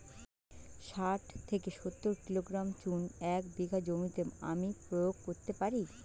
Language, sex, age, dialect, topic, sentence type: Bengali, female, 25-30, Standard Colloquial, agriculture, question